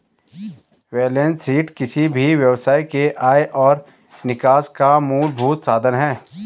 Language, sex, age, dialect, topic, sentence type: Hindi, male, 36-40, Garhwali, banking, statement